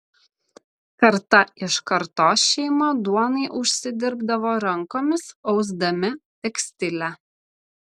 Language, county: Lithuanian, Vilnius